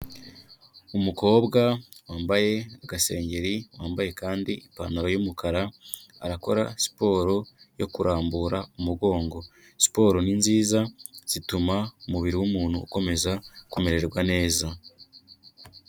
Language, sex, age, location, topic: Kinyarwanda, male, 25-35, Kigali, health